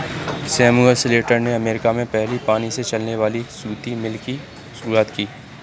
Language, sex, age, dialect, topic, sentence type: Hindi, male, 25-30, Kanauji Braj Bhasha, agriculture, statement